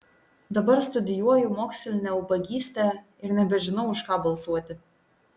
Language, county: Lithuanian, Tauragė